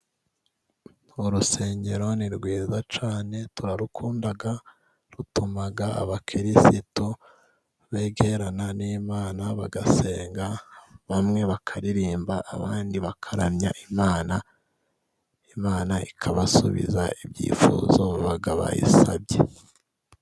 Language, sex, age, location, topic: Kinyarwanda, male, 18-24, Musanze, government